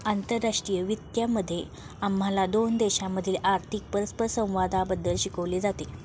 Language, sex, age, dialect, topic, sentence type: Marathi, female, 36-40, Standard Marathi, banking, statement